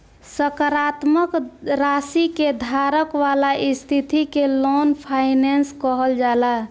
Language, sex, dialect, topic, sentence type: Bhojpuri, female, Southern / Standard, banking, statement